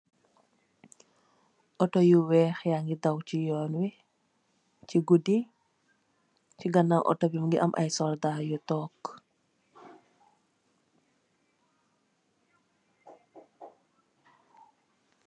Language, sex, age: Wolof, female, 18-24